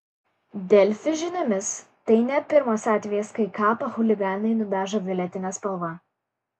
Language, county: Lithuanian, Kaunas